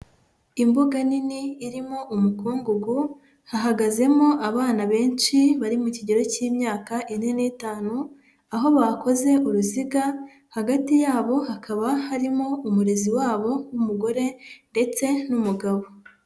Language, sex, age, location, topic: Kinyarwanda, female, 25-35, Huye, education